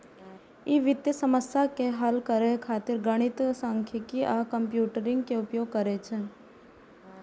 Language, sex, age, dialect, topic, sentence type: Maithili, female, 18-24, Eastern / Thethi, banking, statement